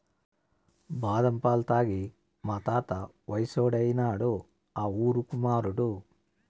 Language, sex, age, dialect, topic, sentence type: Telugu, male, 41-45, Southern, agriculture, statement